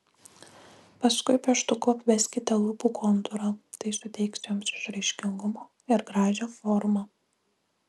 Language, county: Lithuanian, Kaunas